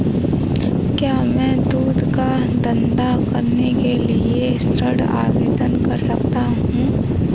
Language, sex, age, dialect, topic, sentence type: Hindi, female, 18-24, Kanauji Braj Bhasha, banking, question